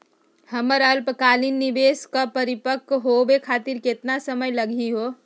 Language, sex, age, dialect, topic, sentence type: Magahi, female, 36-40, Southern, banking, question